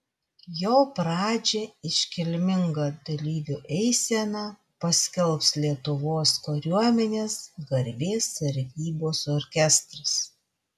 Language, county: Lithuanian, Vilnius